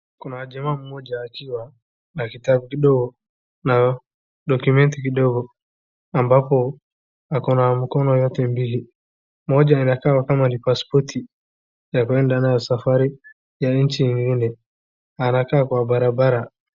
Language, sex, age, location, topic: Swahili, male, 36-49, Wajir, government